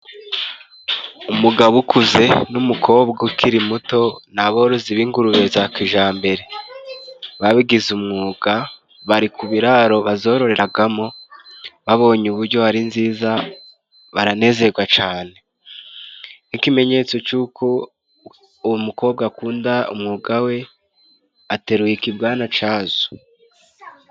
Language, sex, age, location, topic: Kinyarwanda, male, 18-24, Musanze, agriculture